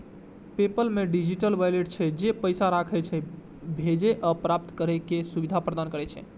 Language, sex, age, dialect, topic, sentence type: Maithili, male, 18-24, Eastern / Thethi, banking, statement